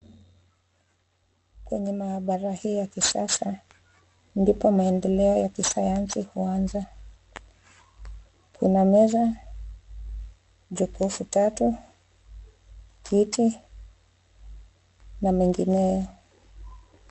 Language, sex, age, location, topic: Swahili, female, 25-35, Nairobi, health